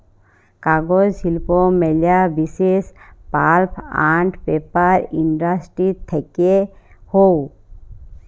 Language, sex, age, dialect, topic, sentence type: Bengali, female, 31-35, Jharkhandi, agriculture, statement